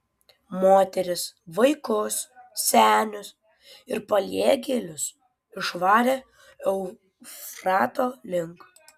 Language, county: Lithuanian, Kaunas